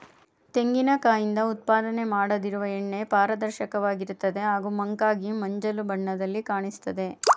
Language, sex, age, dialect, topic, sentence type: Kannada, female, 31-35, Mysore Kannada, agriculture, statement